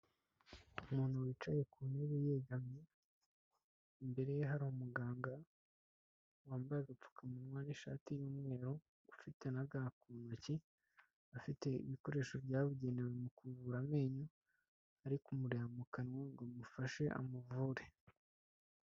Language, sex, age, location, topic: Kinyarwanda, male, 25-35, Kigali, health